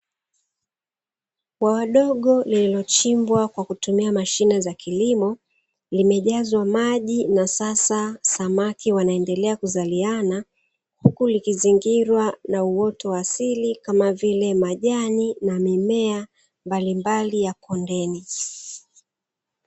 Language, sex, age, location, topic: Swahili, female, 36-49, Dar es Salaam, agriculture